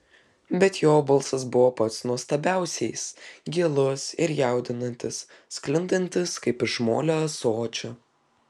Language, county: Lithuanian, Kaunas